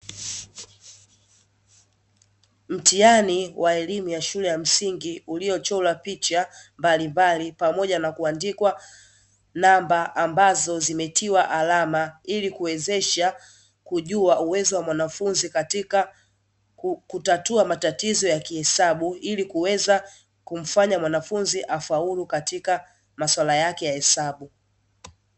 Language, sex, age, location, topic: Swahili, female, 18-24, Dar es Salaam, education